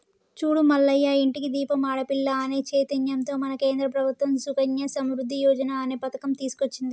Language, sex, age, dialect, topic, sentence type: Telugu, male, 25-30, Telangana, banking, statement